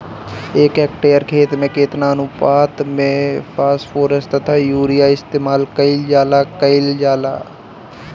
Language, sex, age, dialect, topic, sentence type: Bhojpuri, male, 25-30, Northern, agriculture, question